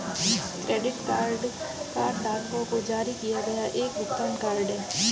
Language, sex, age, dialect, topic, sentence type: Hindi, female, 18-24, Marwari Dhudhari, banking, statement